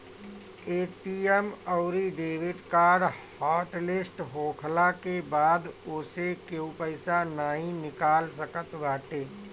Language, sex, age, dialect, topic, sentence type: Bhojpuri, male, 36-40, Northern, banking, statement